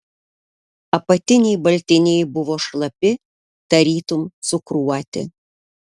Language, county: Lithuanian, Panevėžys